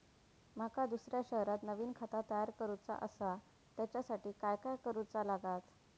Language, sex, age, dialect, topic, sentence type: Marathi, female, 18-24, Southern Konkan, banking, question